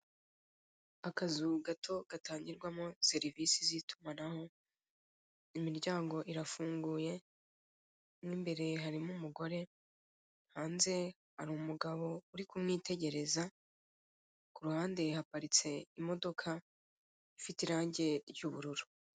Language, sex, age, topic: Kinyarwanda, female, 25-35, finance